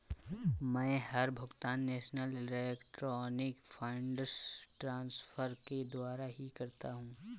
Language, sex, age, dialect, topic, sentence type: Hindi, male, 25-30, Awadhi Bundeli, banking, statement